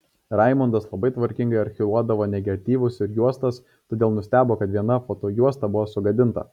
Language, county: Lithuanian, Kaunas